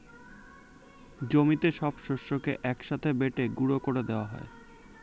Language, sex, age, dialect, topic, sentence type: Bengali, male, 18-24, Standard Colloquial, agriculture, statement